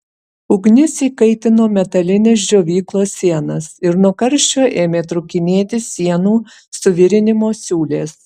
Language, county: Lithuanian, Utena